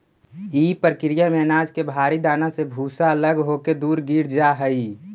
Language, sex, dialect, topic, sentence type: Magahi, male, Central/Standard, banking, statement